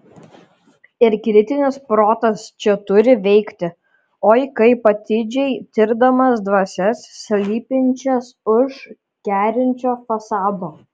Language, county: Lithuanian, Kaunas